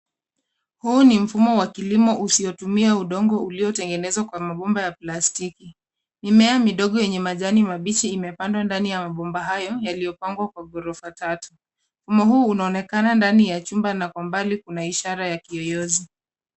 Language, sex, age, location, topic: Swahili, female, 25-35, Nairobi, agriculture